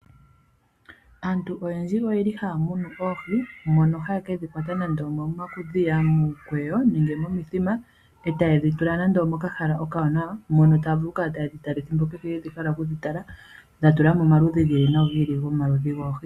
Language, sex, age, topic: Oshiwambo, female, 25-35, agriculture